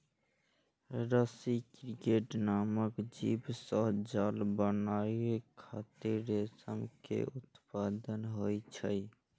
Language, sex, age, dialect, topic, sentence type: Maithili, male, 56-60, Eastern / Thethi, agriculture, statement